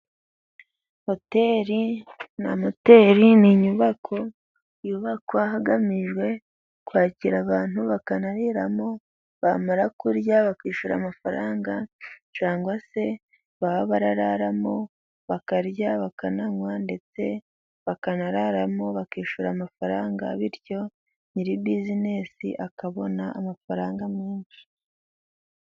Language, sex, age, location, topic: Kinyarwanda, female, 18-24, Musanze, finance